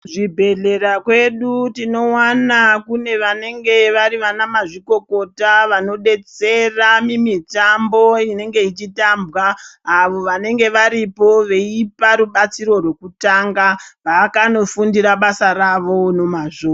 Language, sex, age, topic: Ndau, female, 36-49, health